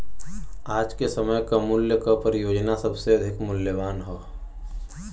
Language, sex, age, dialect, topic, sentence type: Bhojpuri, male, 25-30, Western, banking, statement